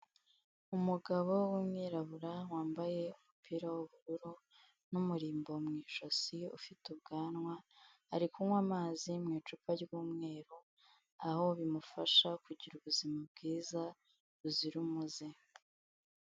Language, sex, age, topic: Kinyarwanda, female, 18-24, health